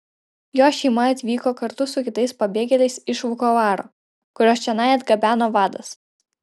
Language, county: Lithuanian, Vilnius